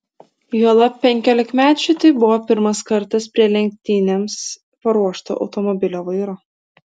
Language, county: Lithuanian, Vilnius